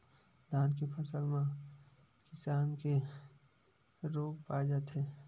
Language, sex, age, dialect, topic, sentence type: Chhattisgarhi, male, 25-30, Western/Budati/Khatahi, agriculture, question